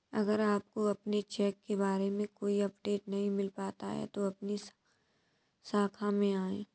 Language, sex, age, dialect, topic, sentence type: Hindi, male, 18-24, Kanauji Braj Bhasha, banking, statement